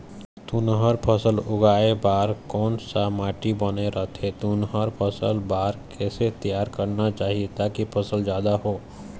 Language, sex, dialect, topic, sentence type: Chhattisgarhi, male, Eastern, agriculture, question